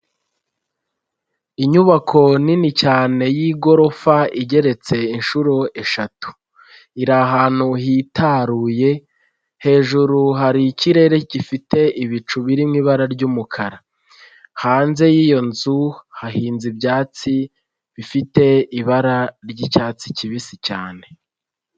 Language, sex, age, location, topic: Kinyarwanda, female, 25-35, Nyagatare, government